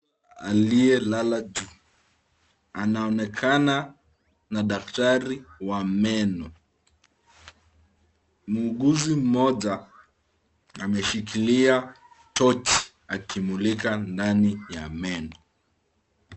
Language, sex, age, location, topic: Swahili, male, 25-35, Nakuru, health